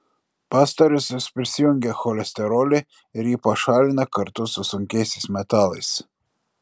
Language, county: Lithuanian, Klaipėda